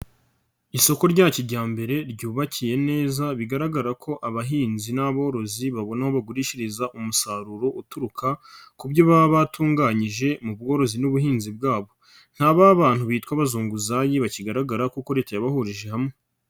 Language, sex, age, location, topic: Kinyarwanda, male, 25-35, Nyagatare, finance